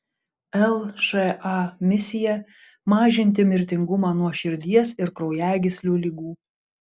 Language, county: Lithuanian, Panevėžys